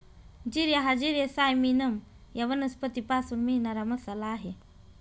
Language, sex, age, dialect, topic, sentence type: Marathi, female, 25-30, Northern Konkan, agriculture, statement